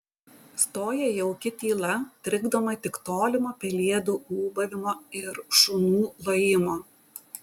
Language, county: Lithuanian, Utena